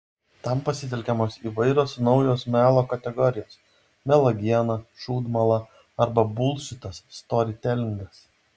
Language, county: Lithuanian, Vilnius